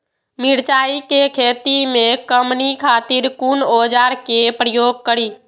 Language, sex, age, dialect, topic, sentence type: Maithili, female, 18-24, Eastern / Thethi, agriculture, question